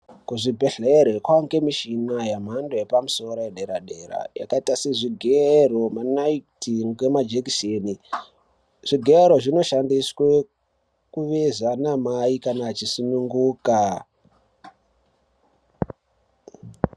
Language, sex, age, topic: Ndau, male, 18-24, health